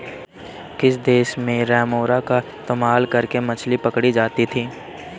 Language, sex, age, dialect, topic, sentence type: Hindi, male, 31-35, Kanauji Braj Bhasha, agriculture, statement